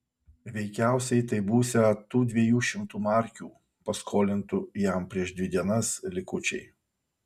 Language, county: Lithuanian, Kaunas